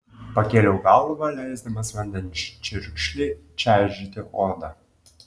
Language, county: Lithuanian, Klaipėda